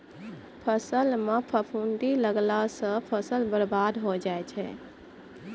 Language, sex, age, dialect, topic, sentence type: Maithili, female, 25-30, Angika, agriculture, statement